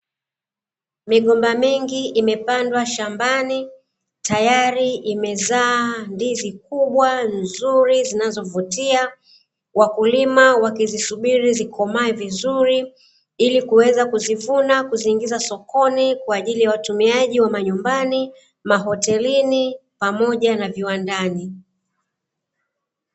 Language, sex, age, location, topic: Swahili, female, 36-49, Dar es Salaam, agriculture